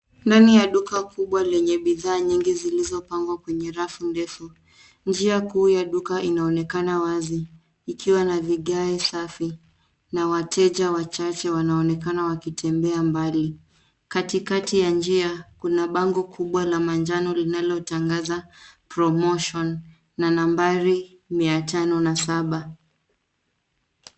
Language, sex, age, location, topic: Swahili, female, 18-24, Nairobi, finance